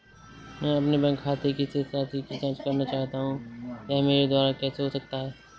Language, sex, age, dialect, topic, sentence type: Hindi, male, 18-24, Awadhi Bundeli, banking, question